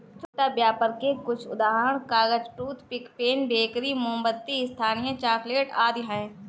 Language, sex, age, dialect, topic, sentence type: Hindi, female, 18-24, Awadhi Bundeli, banking, statement